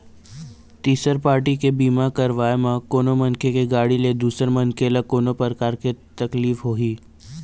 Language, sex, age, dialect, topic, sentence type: Chhattisgarhi, male, 46-50, Eastern, banking, statement